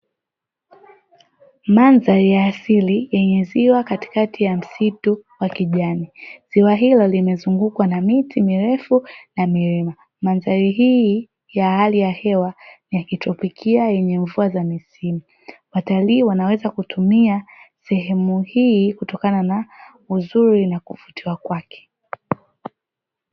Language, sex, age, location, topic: Swahili, female, 18-24, Dar es Salaam, agriculture